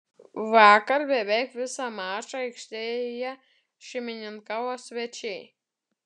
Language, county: Lithuanian, Vilnius